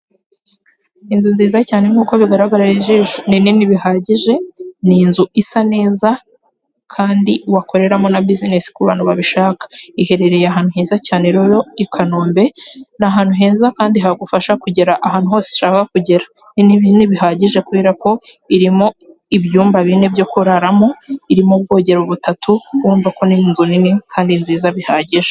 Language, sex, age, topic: Kinyarwanda, female, 18-24, finance